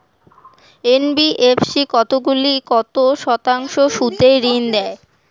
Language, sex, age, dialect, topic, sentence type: Bengali, female, 18-24, Rajbangshi, banking, question